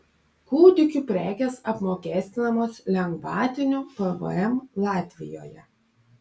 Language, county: Lithuanian, Panevėžys